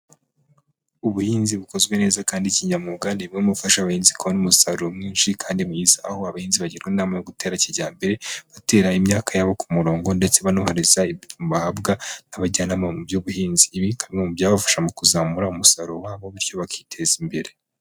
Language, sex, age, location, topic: Kinyarwanda, male, 25-35, Huye, agriculture